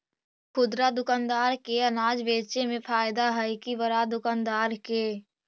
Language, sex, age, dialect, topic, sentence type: Magahi, female, 18-24, Central/Standard, agriculture, question